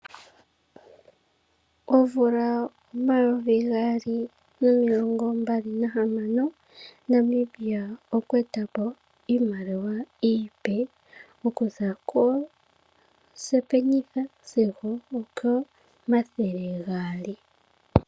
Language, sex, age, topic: Oshiwambo, female, 18-24, finance